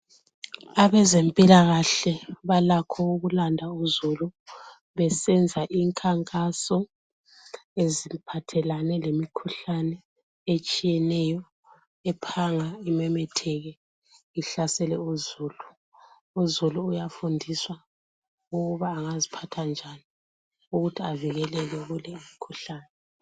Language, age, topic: North Ndebele, 36-49, health